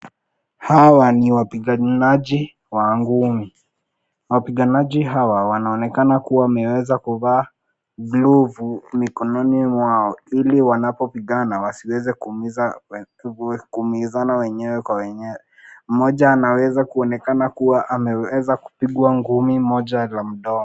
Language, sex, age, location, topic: Swahili, male, 18-24, Nairobi, health